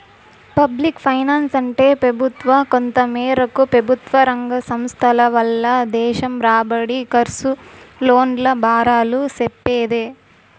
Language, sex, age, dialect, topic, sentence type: Telugu, female, 18-24, Southern, banking, statement